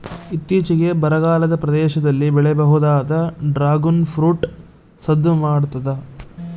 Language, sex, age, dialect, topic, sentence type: Kannada, male, 18-24, Central, agriculture, statement